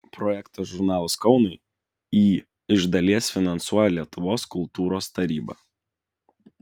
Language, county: Lithuanian, Vilnius